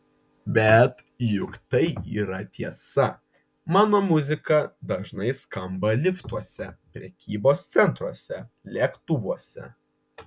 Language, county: Lithuanian, Vilnius